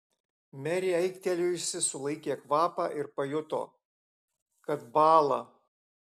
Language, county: Lithuanian, Alytus